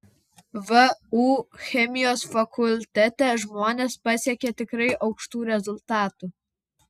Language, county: Lithuanian, Vilnius